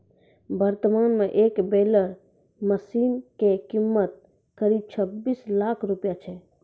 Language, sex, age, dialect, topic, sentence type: Maithili, female, 51-55, Angika, agriculture, statement